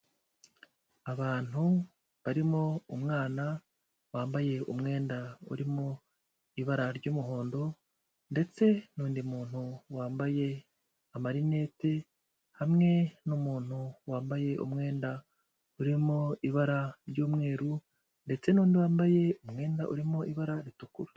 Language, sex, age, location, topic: Kinyarwanda, male, 25-35, Kigali, health